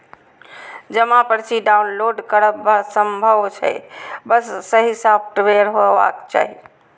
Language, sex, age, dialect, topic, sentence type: Maithili, female, 60-100, Eastern / Thethi, banking, statement